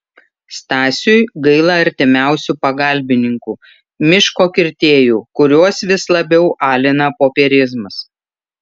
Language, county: Lithuanian, Šiauliai